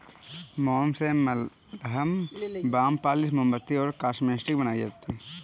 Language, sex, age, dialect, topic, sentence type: Hindi, male, 18-24, Kanauji Braj Bhasha, agriculture, statement